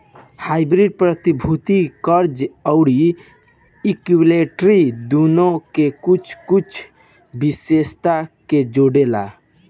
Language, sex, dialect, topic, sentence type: Bhojpuri, male, Southern / Standard, banking, statement